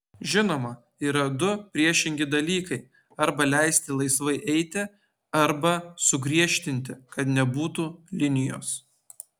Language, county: Lithuanian, Utena